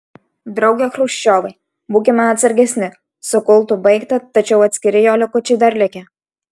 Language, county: Lithuanian, Alytus